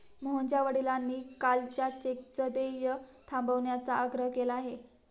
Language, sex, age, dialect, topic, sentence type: Marathi, female, 18-24, Standard Marathi, banking, statement